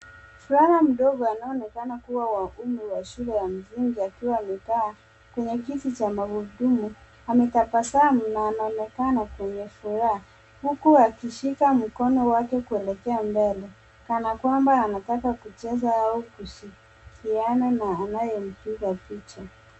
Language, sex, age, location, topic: Swahili, male, 18-24, Nairobi, education